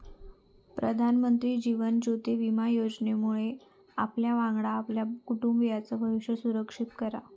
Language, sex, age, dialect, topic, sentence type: Marathi, female, 25-30, Southern Konkan, banking, statement